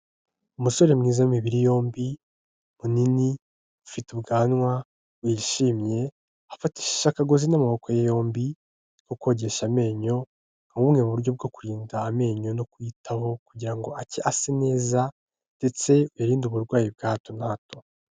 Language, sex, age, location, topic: Kinyarwanda, male, 25-35, Kigali, health